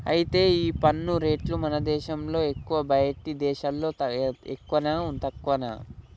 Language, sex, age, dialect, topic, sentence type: Telugu, male, 51-55, Telangana, banking, statement